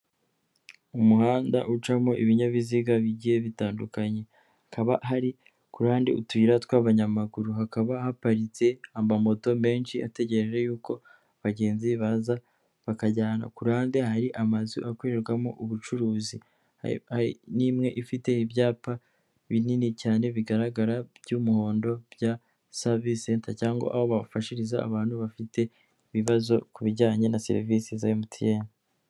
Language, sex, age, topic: Kinyarwanda, female, 18-24, government